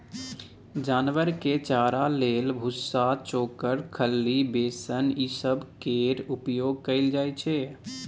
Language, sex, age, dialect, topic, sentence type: Maithili, male, 18-24, Bajjika, agriculture, statement